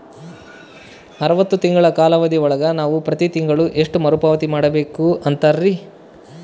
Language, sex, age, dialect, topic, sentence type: Kannada, male, 31-35, Central, banking, question